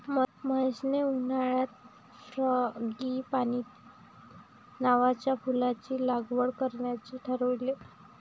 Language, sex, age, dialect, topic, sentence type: Marathi, female, 18-24, Varhadi, agriculture, statement